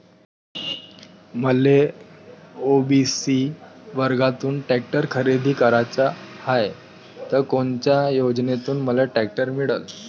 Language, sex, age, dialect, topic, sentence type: Marathi, male, 18-24, Varhadi, agriculture, question